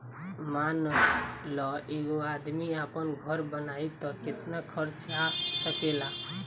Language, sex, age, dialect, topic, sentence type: Bhojpuri, female, 18-24, Southern / Standard, banking, statement